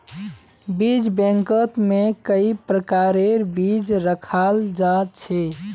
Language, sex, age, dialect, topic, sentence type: Magahi, male, 18-24, Northeastern/Surjapuri, agriculture, statement